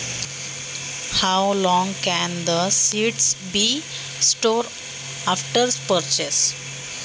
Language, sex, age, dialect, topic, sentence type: Marathi, female, 18-24, Standard Marathi, agriculture, question